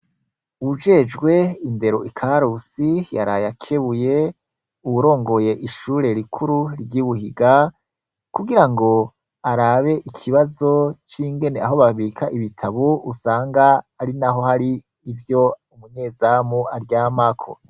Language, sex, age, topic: Rundi, male, 36-49, education